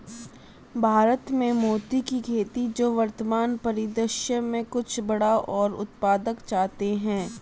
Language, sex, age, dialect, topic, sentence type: Hindi, female, 18-24, Marwari Dhudhari, agriculture, statement